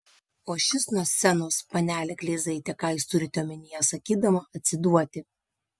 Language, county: Lithuanian, Vilnius